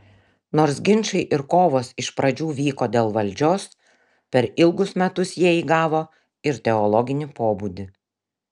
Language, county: Lithuanian, Šiauliai